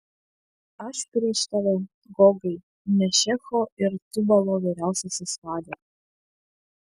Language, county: Lithuanian, Šiauliai